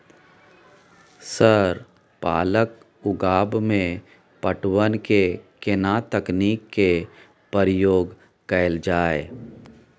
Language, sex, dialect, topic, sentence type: Maithili, male, Bajjika, agriculture, question